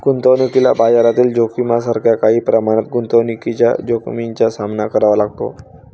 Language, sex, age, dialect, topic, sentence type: Marathi, male, 18-24, Varhadi, banking, statement